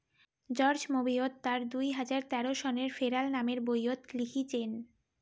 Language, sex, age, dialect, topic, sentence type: Bengali, female, 18-24, Rajbangshi, agriculture, statement